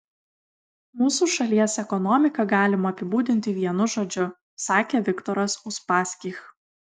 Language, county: Lithuanian, Kaunas